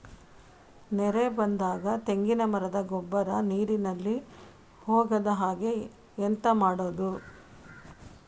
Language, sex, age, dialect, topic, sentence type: Kannada, female, 18-24, Coastal/Dakshin, agriculture, question